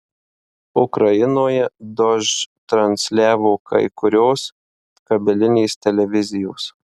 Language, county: Lithuanian, Marijampolė